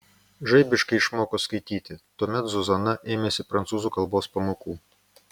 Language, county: Lithuanian, Vilnius